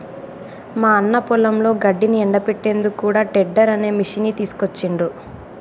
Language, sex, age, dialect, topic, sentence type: Telugu, male, 18-24, Telangana, agriculture, statement